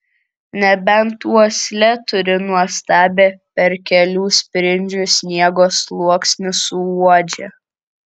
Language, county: Lithuanian, Kaunas